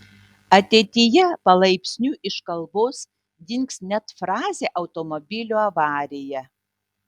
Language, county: Lithuanian, Tauragė